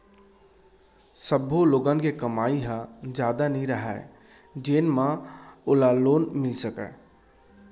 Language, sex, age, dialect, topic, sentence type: Chhattisgarhi, male, 25-30, Central, banking, statement